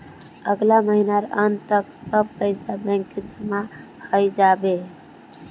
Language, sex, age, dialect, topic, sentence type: Magahi, female, 18-24, Northeastern/Surjapuri, banking, statement